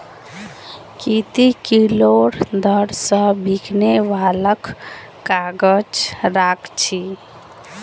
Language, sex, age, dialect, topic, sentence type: Magahi, female, 18-24, Northeastern/Surjapuri, agriculture, statement